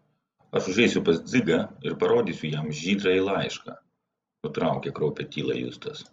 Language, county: Lithuanian, Vilnius